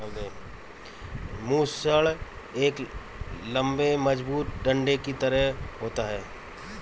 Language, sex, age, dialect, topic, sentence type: Hindi, male, 41-45, Marwari Dhudhari, agriculture, statement